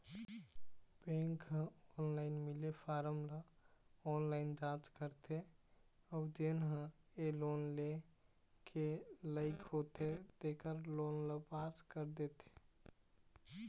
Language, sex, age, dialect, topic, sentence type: Chhattisgarhi, male, 18-24, Eastern, banking, statement